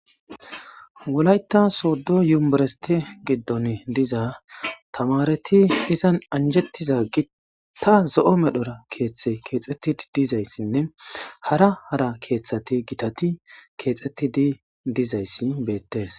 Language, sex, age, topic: Gamo, female, 25-35, government